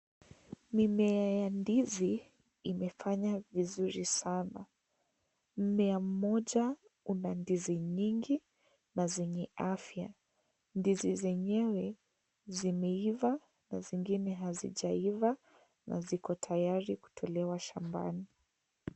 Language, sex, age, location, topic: Swahili, female, 18-24, Kisii, agriculture